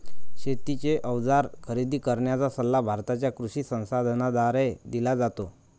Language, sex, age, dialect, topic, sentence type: Marathi, male, 31-35, Northern Konkan, agriculture, statement